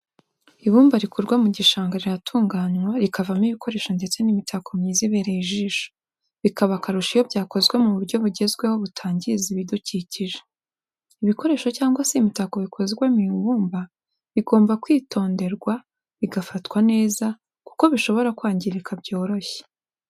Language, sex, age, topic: Kinyarwanda, female, 18-24, education